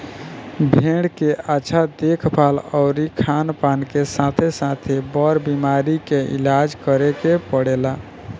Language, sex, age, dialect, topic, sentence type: Bhojpuri, male, 31-35, Southern / Standard, agriculture, statement